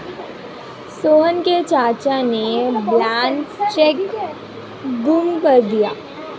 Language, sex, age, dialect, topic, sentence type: Hindi, female, 18-24, Marwari Dhudhari, banking, statement